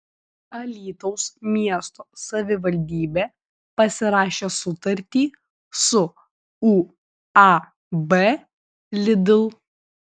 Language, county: Lithuanian, Vilnius